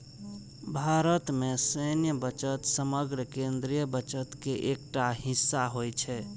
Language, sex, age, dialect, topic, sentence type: Maithili, male, 25-30, Eastern / Thethi, banking, statement